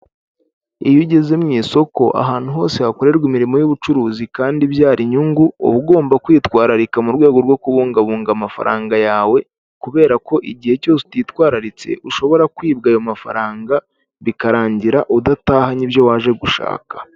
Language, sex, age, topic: Kinyarwanda, male, 18-24, finance